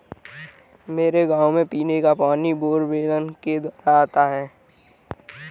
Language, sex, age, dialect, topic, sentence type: Hindi, female, 18-24, Kanauji Braj Bhasha, agriculture, statement